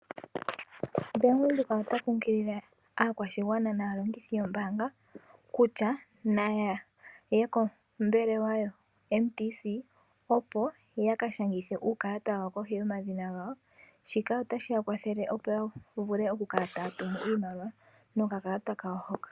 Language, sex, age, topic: Oshiwambo, female, 18-24, finance